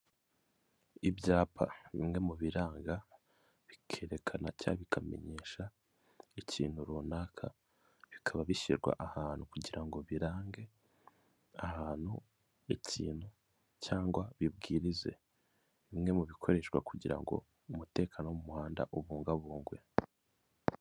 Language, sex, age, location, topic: Kinyarwanda, male, 25-35, Kigali, government